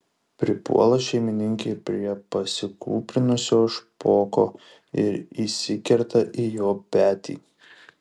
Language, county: Lithuanian, Šiauliai